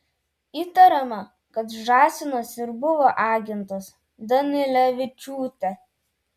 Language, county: Lithuanian, Telšiai